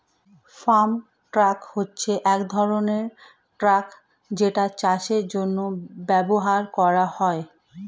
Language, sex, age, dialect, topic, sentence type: Bengali, female, 31-35, Standard Colloquial, agriculture, statement